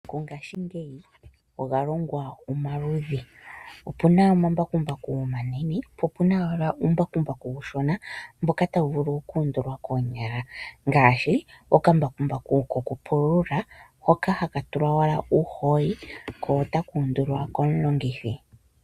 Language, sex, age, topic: Oshiwambo, female, 25-35, agriculture